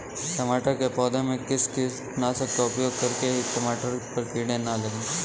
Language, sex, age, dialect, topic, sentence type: Hindi, male, 18-24, Kanauji Braj Bhasha, agriculture, question